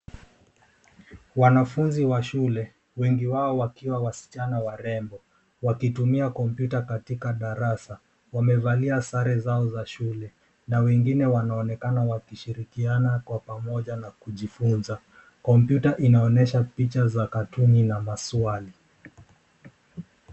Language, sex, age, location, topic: Swahili, male, 25-35, Nairobi, government